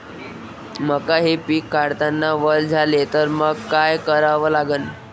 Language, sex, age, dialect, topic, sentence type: Marathi, male, 18-24, Varhadi, agriculture, question